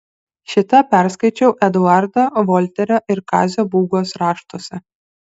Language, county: Lithuanian, Kaunas